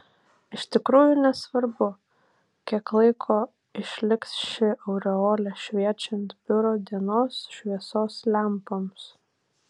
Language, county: Lithuanian, Vilnius